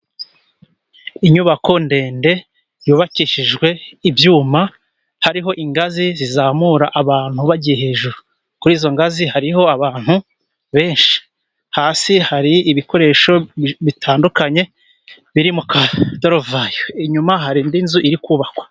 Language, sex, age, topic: Kinyarwanda, male, 25-35, government